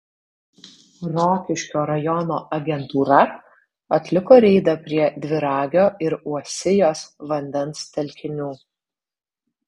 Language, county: Lithuanian, Vilnius